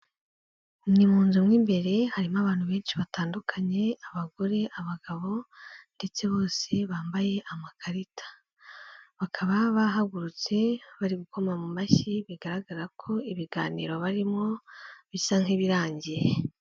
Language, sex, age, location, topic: Kinyarwanda, female, 18-24, Kigali, health